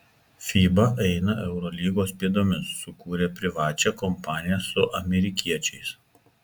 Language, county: Lithuanian, Kaunas